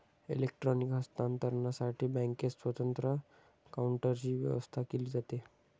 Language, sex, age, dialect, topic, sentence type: Marathi, male, 18-24, Standard Marathi, banking, statement